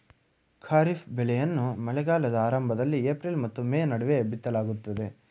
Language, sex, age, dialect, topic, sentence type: Kannada, male, 25-30, Mysore Kannada, agriculture, statement